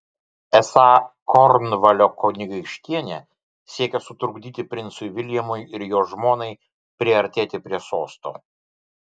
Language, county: Lithuanian, Vilnius